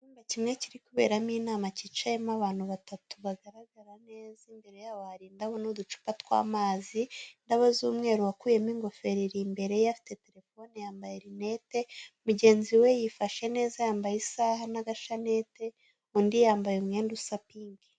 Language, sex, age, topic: Kinyarwanda, female, 18-24, government